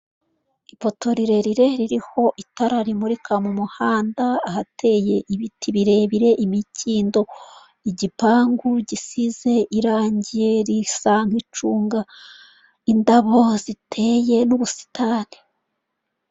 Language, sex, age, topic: Kinyarwanda, female, 36-49, government